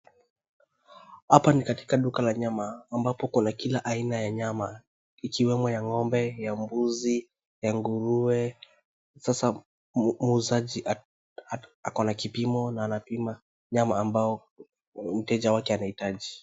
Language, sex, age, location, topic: Swahili, male, 25-35, Wajir, finance